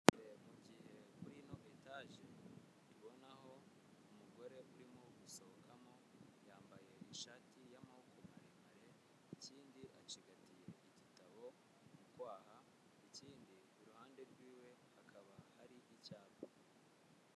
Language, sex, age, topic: Kinyarwanda, male, 18-24, finance